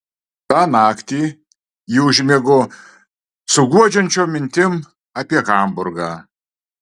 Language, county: Lithuanian, Marijampolė